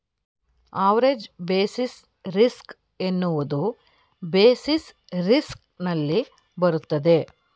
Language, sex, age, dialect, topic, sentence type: Kannada, female, 46-50, Mysore Kannada, banking, statement